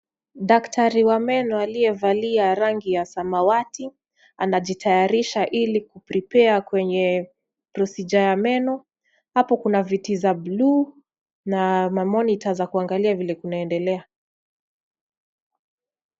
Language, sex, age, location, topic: Swahili, female, 25-35, Kisumu, health